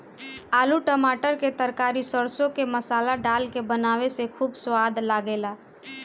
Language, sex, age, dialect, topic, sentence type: Bhojpuri, female, 18-24, Northern, agriculture, statement